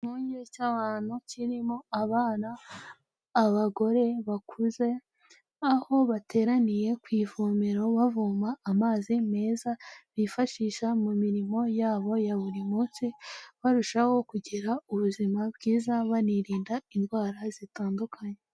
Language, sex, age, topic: Kinyarwanda, female, 18-24, health